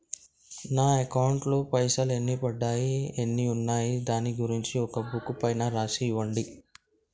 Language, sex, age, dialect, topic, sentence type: Telugu, male, 60-100, Telangana, banking, question